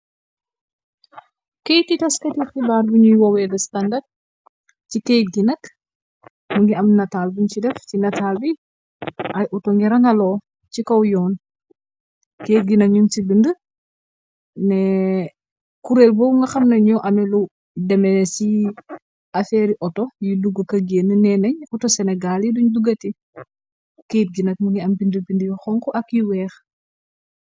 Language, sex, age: Wolof, female, 25-35